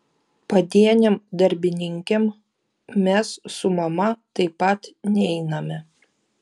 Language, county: Lithuanian, Vilnius